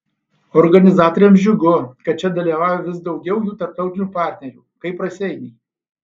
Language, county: Lithuanian, Alytus